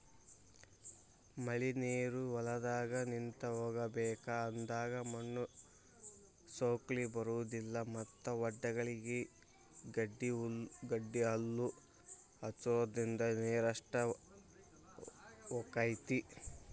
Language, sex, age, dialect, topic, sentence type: Kannada, male, 18-24, Dharwad Kannada, agriculture, statement